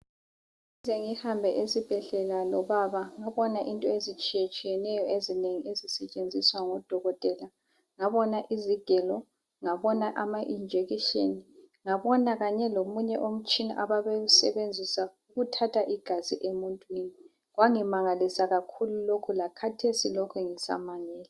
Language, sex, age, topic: North Ndebele, female, 50+, health